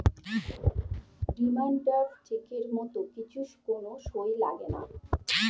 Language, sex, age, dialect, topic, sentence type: Bengali, female, 41-45, Standard Colloquial, banking, statement